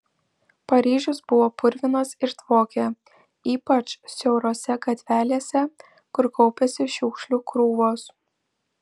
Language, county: Lithuanian, Vilnius